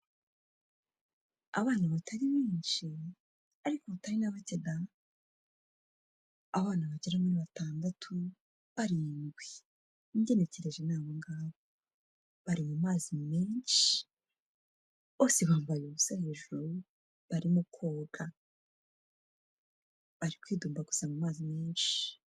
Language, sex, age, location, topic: Kinyarwanda, female, 25-35, Kigali, health